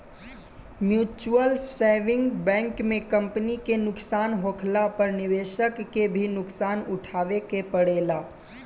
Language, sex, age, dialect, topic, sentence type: Bhojpuri, male, 18-24, Southern / Standard, banking, statement